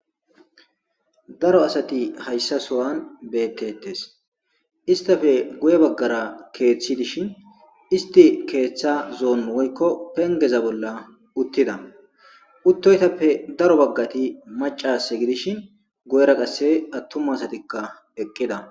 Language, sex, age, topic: Gamo, male, 25-35, government